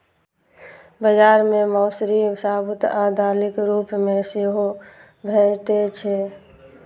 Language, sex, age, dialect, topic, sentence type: Maithili, male, 25-30, Eastern / Thethi, agriculture, statement